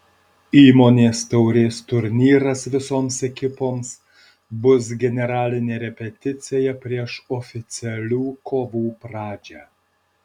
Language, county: Lithuanian, Alytus